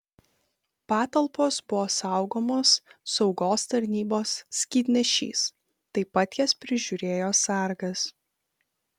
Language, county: Lithuanian, Vilnius